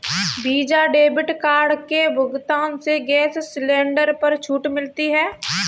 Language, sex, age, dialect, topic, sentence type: Hindi, female, 25-30, Kanauji Braj Bhasha, banking, statement